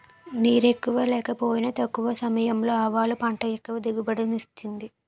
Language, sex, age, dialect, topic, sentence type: Telugu, female, 18-24, Utterandhra, agriculture, statement